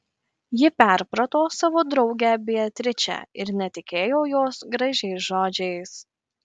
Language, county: Lithuanian, Kaunas